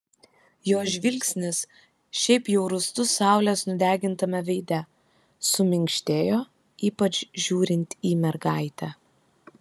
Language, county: Lithuanian, Kaunas